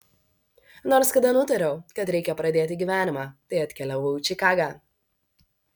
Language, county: Lithuanian, Vilnius